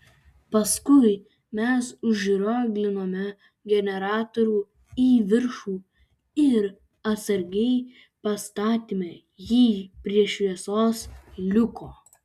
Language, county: Lithuanian, Alytus